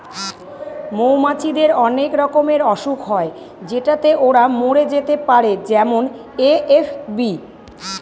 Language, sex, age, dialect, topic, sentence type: Bengali, female, 41-45, Northern/Varendri, agriculture, statement